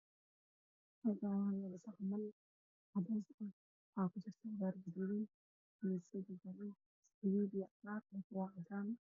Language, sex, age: Somali, female, 25-35